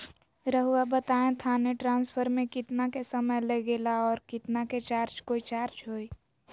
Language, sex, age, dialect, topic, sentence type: Magahi, female, 18-24, Southern, banking, question